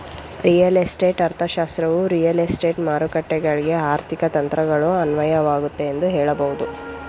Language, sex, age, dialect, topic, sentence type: Kannada, female, 51-55, Mysore Kannada, banking, statement